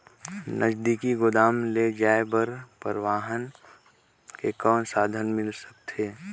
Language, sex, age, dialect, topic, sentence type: Chhattisgarhi, male, 18-24, Northern/Bhandar, agriculture, question